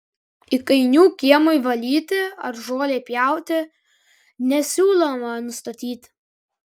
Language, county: Lithuanian, Kaunas